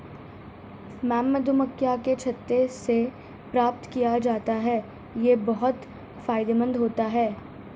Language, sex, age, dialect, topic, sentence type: Hindi, female, 36-40, Marwari Dhudhari, agriculture, statement